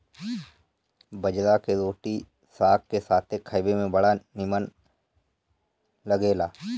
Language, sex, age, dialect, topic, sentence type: Bhojpuri, male, 31-35, Northern, agriculture, statement